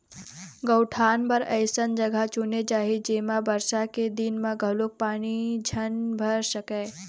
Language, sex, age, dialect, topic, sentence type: Chhattisgarhi, female, 25-30, Eastern, agriculture, statement